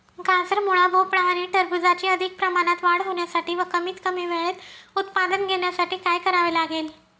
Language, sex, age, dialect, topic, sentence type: Marathi, female, 31-35, Northern Konkan, agriculture, question